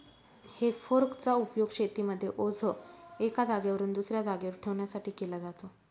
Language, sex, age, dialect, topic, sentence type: Marathi, female, 31-35, Northern Konkan, agriculture, statement